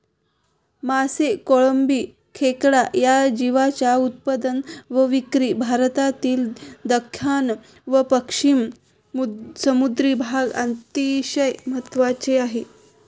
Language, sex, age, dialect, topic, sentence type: Marathi, female, 25-30, Standard Marathi, agriculture, statement